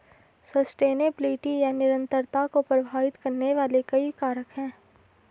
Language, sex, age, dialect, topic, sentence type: Hindi, female, 18-24, Garhwali, agriculture, statement